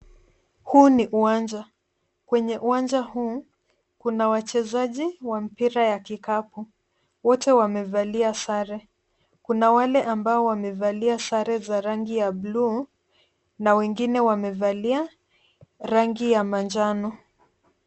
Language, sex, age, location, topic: Swahili, female, 50+, Nairobi, education